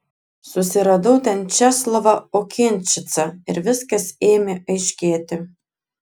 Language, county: Lithuanian, Klaipėda